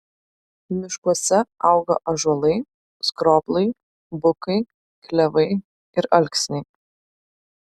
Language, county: Lithuanian, Vilnius